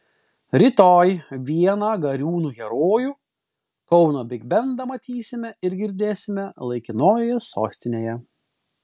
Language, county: Lithuanian, Vilnius